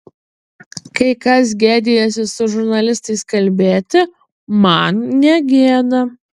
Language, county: Lithuanian, Utena